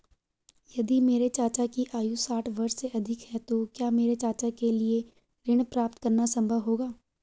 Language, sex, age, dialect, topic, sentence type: Hindi, female, 41-45, Garhwali, banking, statement